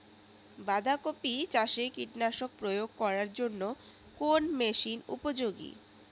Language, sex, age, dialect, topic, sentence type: Bengali, female, 18-24, Rajbangshi, agriculture, question